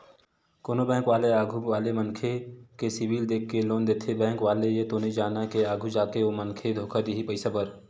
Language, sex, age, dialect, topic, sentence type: Chhattisgarhi, male, 18-24, Western/Budati/Khatahi, banking, statement